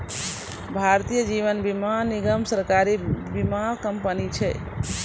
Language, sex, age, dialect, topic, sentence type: Maithili, female, 36-40, Angika, banking, statement